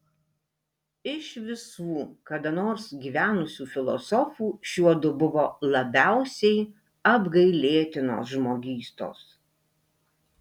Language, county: Lithuanian, Alytus